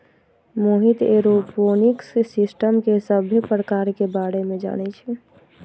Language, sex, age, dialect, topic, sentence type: Magahi, female, 25-30, Western, agriculture, statement